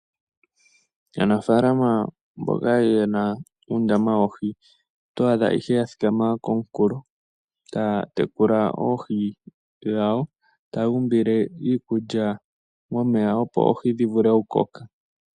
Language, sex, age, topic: Oshiwambo, male, 18-24, agriculture